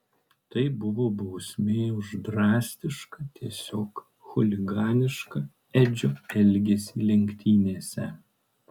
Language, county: Lithuanian, Kaunas